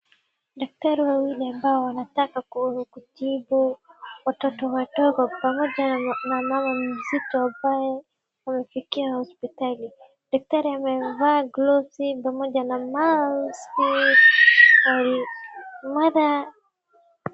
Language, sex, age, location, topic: Swahili, female, 36-49, Wajir, health